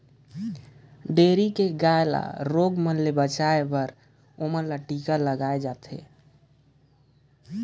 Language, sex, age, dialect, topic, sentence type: Chhattisgarhi, male, 18-24, Northern/Bhandar, agriculture, statement